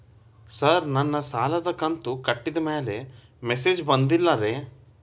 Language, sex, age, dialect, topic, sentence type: Kannada, male, 25-30, Dharwad Kannada, banking, question